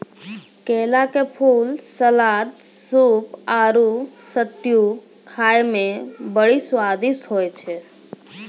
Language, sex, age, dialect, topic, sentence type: Maithili, female, 25-30, Angika, agriculture, statement